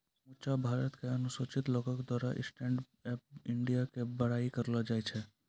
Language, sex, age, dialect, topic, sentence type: Maithili, male, 18-24, Angika, banking, statement